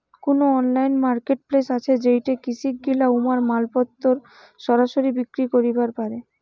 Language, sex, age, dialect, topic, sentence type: Bengali, female, 18-24, Rajbangshi, agriculture, statement